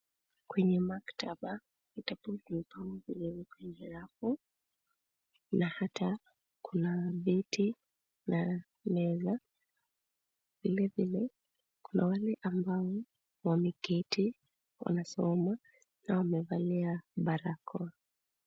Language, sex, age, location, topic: Swahili, female, 18-24, Nairobi, education